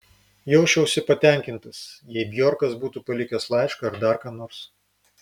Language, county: Lithuanian, Vilnius